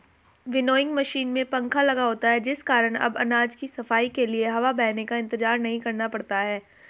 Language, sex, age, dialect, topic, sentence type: Hindi, female, 18-24, Hindustani Malvi Khadi Boli, agriculture, statement